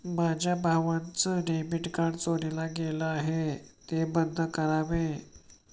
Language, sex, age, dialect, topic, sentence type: Marathi, male, 25-30, Standard Marathi, banking, statement